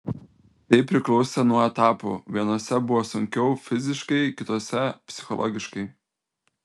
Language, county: Lithuanian, Telšiai